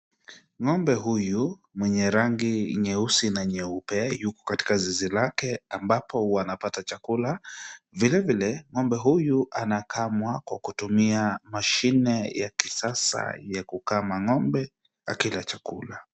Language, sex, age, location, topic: Swahili, male, 25-35, Kisumu, agriculture